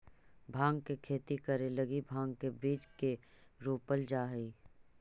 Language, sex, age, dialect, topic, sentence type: Magahi, female, 36-40, Central/Standard, agriculture, statement